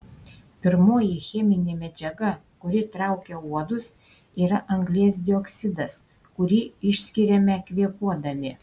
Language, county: Lithuanian, Šiauliai